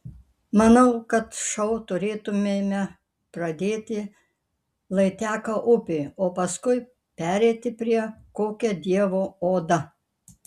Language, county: Lithuanian, Kaunas